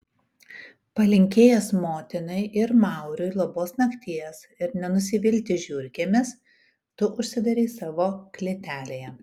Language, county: Lithuanian, Kaunas